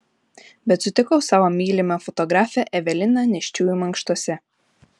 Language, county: Lithuanian, Panevėžys